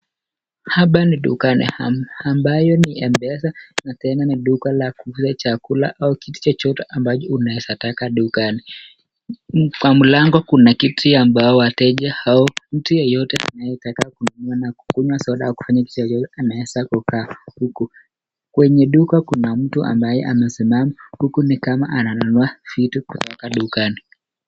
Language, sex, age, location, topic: Swahili, male, 18-24, Nakuru, finance